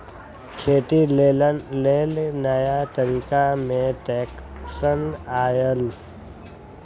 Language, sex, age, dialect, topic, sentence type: Magahi, male, 18-24, Western, agriculture, statement